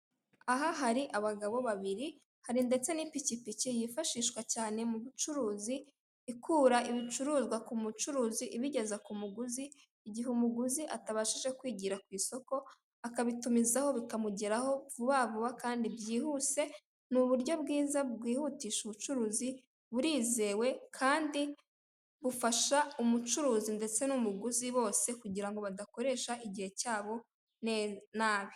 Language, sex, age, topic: Kinyarwanda, female, 18-24, finance